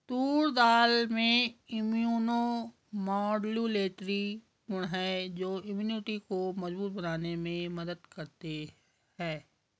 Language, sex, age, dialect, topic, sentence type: Hindi, female, 56-60, Garhwali, agriculture, statement